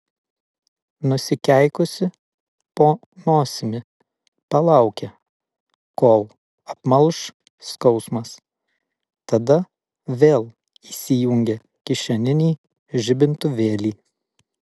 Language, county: Lithuanian, Vilnius